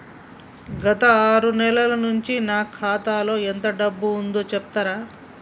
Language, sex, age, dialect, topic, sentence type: Telugu, male, 41-45, Telangana, banking, question